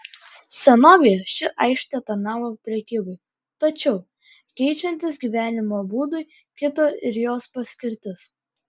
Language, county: Lithuanian, Klaipėda